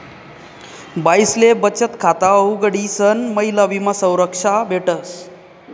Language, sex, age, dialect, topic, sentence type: Marathi, male, 18-24, Northern Konkan, banking, statement